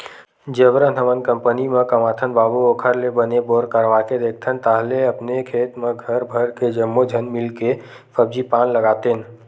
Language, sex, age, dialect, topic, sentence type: Chhattisgarhi, male, 18-24, Western/Budati/Khatahi, agriculture, statement